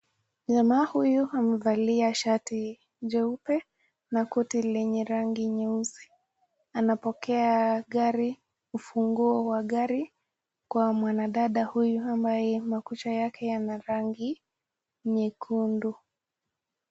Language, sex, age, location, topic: Swahili, female, 18-24, Nakuru, finance